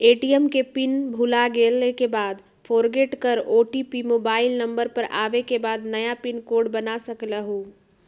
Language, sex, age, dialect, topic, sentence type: Magahi, female, 31-35, Western, banking, question